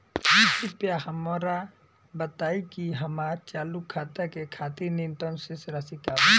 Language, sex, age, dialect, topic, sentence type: Bhojpuri, male, 18-24, Southern / Standard, banking, statement